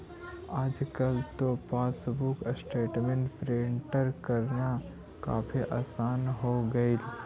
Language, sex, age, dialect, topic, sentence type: Magahi, male, 31-35, Central/Standard, banking, statement